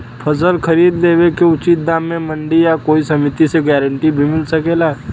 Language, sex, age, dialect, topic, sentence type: Bhojpuri, male, 18-24, Western, agriculture, question